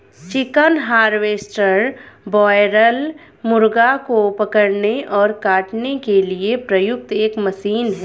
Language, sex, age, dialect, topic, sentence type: Hindi, female, 25-30, Hindustani Malvi Khadi Boli, agriculture, statement